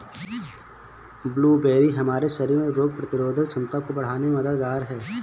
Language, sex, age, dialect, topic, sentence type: Hindi, male, 25-30, Awadhi Bundeli, agriculture, statement